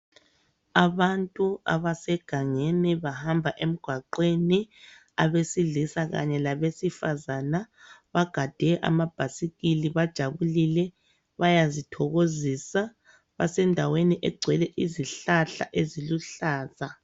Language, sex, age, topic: North Ndebele, female, 25-35, health